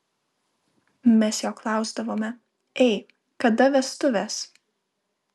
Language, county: Lithuanian, Vilnius